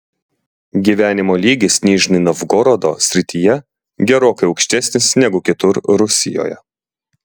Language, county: Lithuanian, Klaipėda